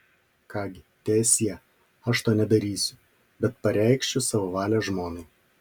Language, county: Lithuanian, Marijampolė